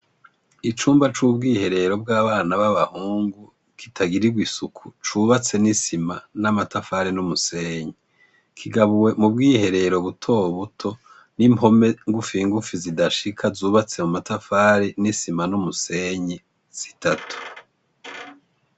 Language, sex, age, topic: Rundi, male, 50+, education